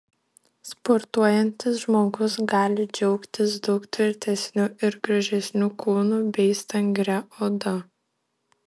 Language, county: Lithuanian, Vilnius